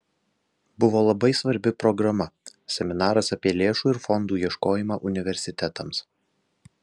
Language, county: Lithuanian, Alytus